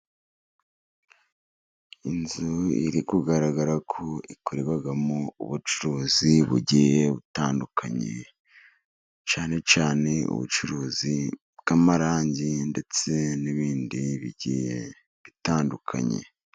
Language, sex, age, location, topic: Kinyarwanda, male, 50+, Musanze, finance